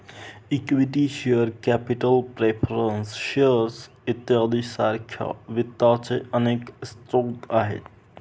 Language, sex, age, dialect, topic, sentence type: Marathi, male, 25-30, Northern Konkan, banking, statement